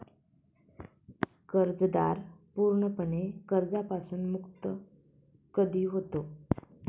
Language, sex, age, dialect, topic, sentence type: Marathi, female, 18-24, Standard Marathi, banking, question